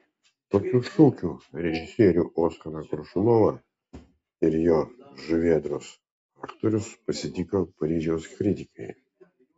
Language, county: Lithuanian, Vilnius